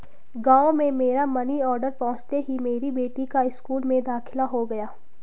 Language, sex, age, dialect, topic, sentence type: Hindi, female, 25-30, Garhwali, banking, statement